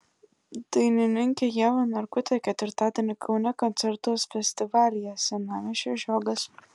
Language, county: Lithuanian, Klaipėda